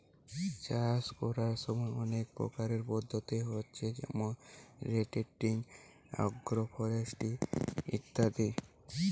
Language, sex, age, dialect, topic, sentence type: Bengali, male, 18-24, Western, agriculture, statement